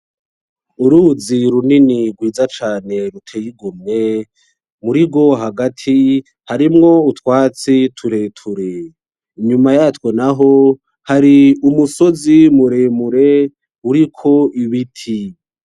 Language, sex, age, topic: Rundi, male, 18-24, agriculture